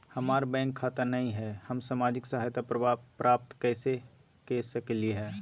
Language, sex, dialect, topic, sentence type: Magahi, male, Southern, banking, question